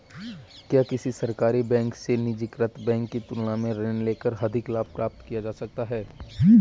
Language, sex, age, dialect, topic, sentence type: Hindi, male, 25-30, Marwari Dhudhari, banking, question